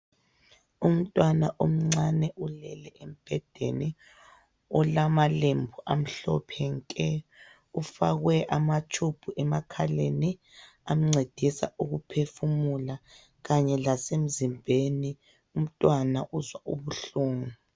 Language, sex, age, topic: North Ndebele, female, 25-35, health